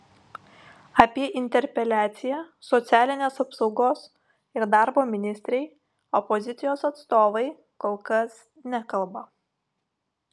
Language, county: Lithuanian, Telšiai